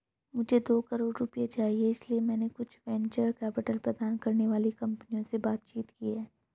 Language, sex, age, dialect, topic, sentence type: Hindi, female, 25-30, Hindustani Malvi Khadi Boli, banking, statement